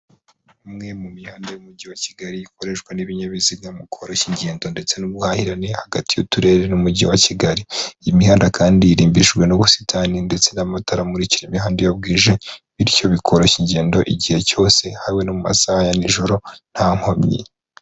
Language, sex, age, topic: Kinyarwanda, male, 25-35, government